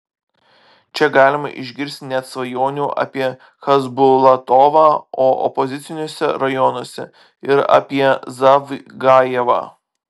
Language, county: Lithuanian, Vilnius